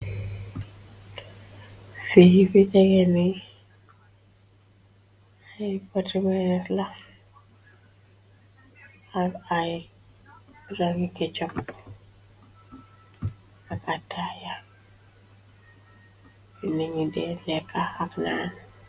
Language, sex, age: Wolof, female, 18-24